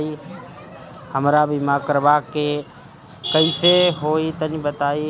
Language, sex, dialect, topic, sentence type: Bhojpuri, male, Northern, banking, question